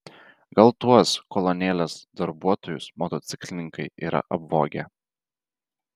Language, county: Lithuanian, Vilnius